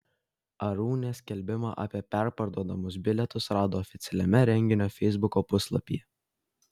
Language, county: Lithuanian, Kaunas